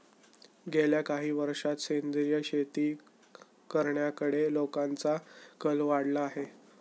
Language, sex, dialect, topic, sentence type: Marathi, male, Standard Marathi, agriculture, statement